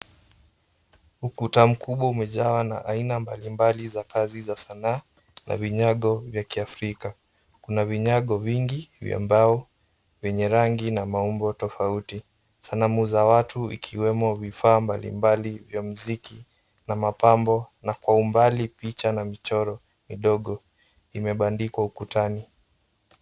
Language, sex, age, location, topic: Swahili, male, 18-24, Nairobi, finance